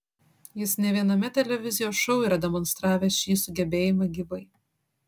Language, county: Lithuanian, Vilnius